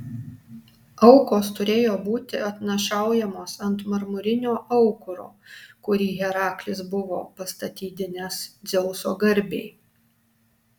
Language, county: Lithuanian, Alytus